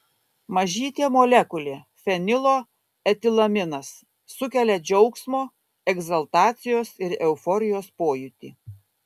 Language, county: Lithuanian, Kaunas